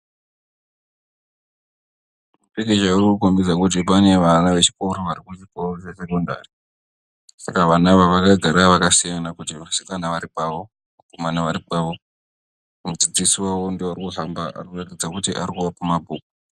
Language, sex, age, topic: Ndau, male, 18-24, education